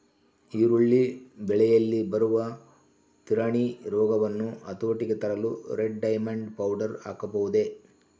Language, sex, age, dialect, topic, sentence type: Kannada, male, 51-55, Central, agriculture, question